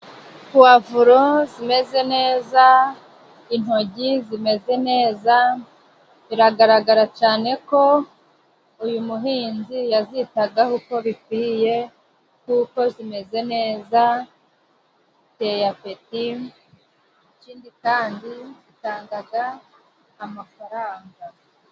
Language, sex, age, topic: Kinyarwanda, female, 25-35, agriculture